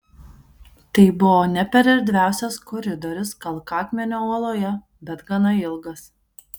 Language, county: Lithuanian, Kaunas